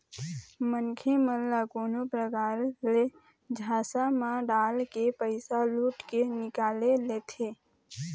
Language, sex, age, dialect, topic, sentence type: Chhattisgarhi, female, 18-24, Eastern, banking, statement